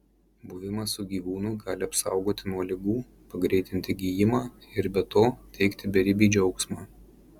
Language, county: Lithuanian, Marijampolė